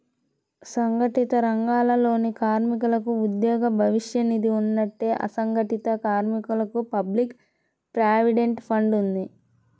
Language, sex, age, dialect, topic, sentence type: Telugu, female, 18-24, Central/Coastal, banking, statement